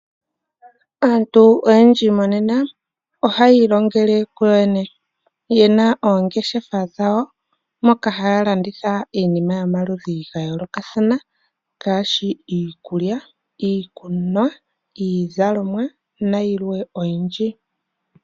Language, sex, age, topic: Oshiwambo, male, 18-24, finance